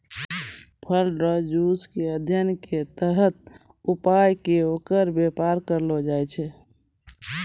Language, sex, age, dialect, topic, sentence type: Maithili, female, 36-40, Angika, agriculture, statement